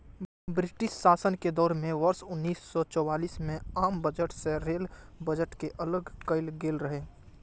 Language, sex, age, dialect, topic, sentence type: Maithili, male, 18-24, Eastern / Thethi, banking, statement